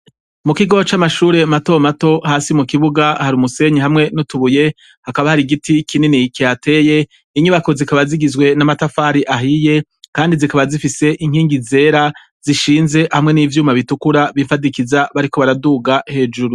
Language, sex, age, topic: Rundi, male, 36-49, education